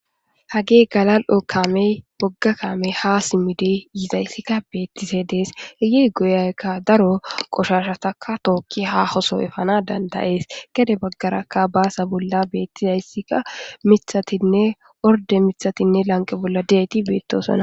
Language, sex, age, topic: Gamo, female, 18-24, government